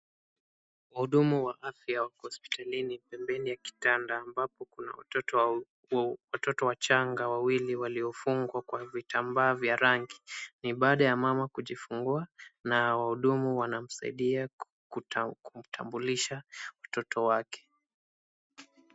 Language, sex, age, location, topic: Swahili, male, 25-35, Kisumu, health